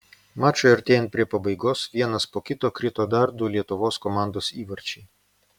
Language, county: Lithuanian, Vilnius